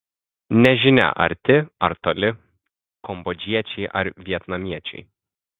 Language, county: Lithuanian, Kaunas